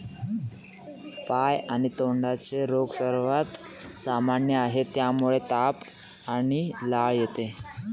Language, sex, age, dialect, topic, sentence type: Marathi, male, 18-24, Northern Konkan, agriculture, statement